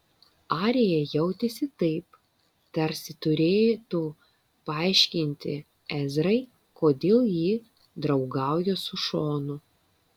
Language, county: Lithuanian, Vilnius